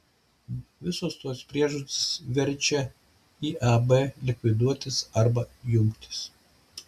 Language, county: Lithuanian, Šiauliai